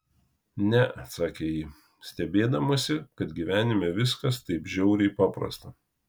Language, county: Lithuanian, Kaunas